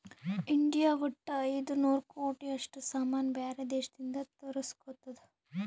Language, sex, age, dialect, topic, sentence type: Kannada, female, 18-24, Northeastern, banking, statement